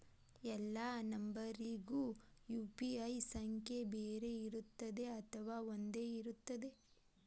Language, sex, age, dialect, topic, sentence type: Kannada, female, 18-24, Dharwad Kannada, banking, question